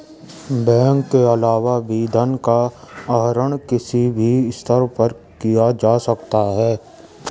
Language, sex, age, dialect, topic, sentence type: Hindi, male, 56-60, Garhwali, banking, statement